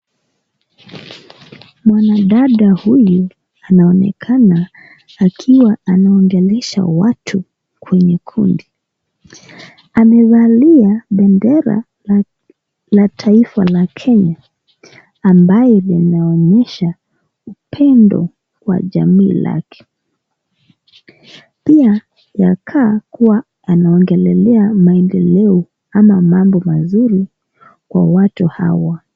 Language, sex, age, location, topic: Swahili, female, 18-24, Nakuru, government